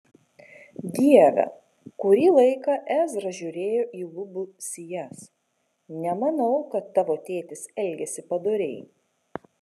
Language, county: Lithuanian, Kaunas